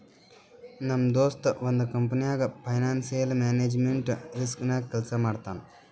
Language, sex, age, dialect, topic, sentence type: Kannada, male, 18-24, Northeastern, banking, statement